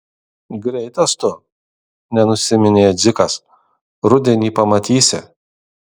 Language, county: Lithuanian, Kaunas